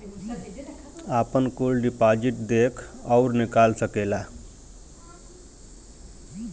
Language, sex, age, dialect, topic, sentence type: Bhojpuri, male, 31-35, Western, banking, statement